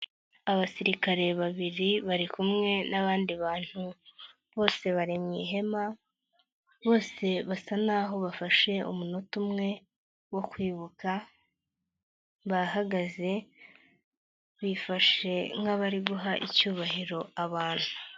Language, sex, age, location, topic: Kinyarwanda, male, 25-35, Nyagatare, government